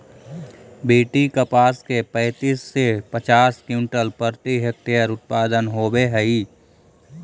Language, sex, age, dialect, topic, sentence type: Magahi, male, 25-30, Central/Standard, agriculture, statement